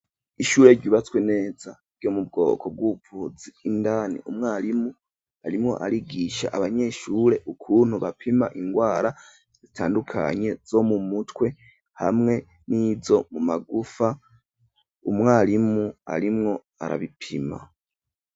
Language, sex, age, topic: Rundi, male, 18-24, education